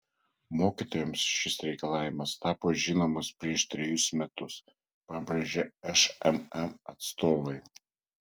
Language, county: Lithuanian, Vilnius